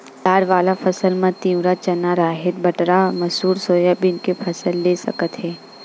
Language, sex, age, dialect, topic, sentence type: Chhattisgarhi, female, 18-24, Western/Budati/Khatahi, agriculture, statement